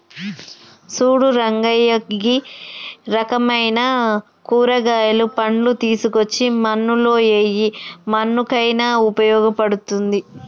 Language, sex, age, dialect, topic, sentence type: Telugu, female, 31-35, Telangana, agriculture, statement